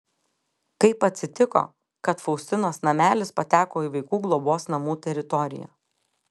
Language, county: Lithuanian, Telšiai